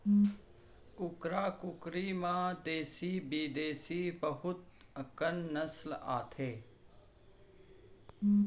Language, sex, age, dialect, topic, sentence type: Chhattisgarhi, male, 41-45, Central, agriculture, statement